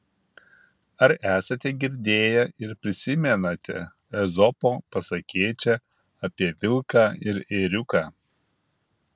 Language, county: Lithuanian, Kaunas